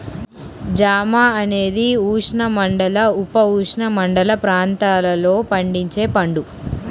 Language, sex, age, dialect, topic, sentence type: Telugu, male, 18-24, Central/Coastal, agriculture, statement